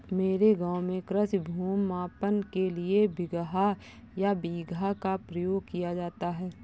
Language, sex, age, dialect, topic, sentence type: Hindi, female, 25-30, Awadhi Bundeli, agriculture, statement